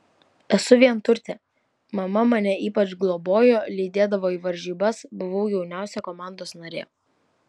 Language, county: Lithuanian, Vilnius